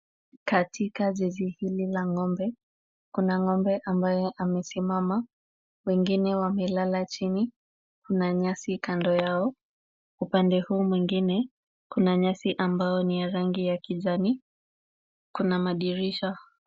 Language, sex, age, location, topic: Swahili, female, 18-24, Kisumu, agriculture